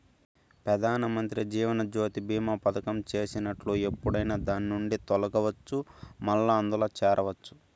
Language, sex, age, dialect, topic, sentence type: Telugu, male, 18-24, Southern, banking, statement